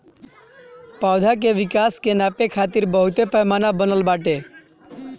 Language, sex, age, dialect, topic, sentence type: Bhojpuri, male, 25-30, Northern, agriculture, statement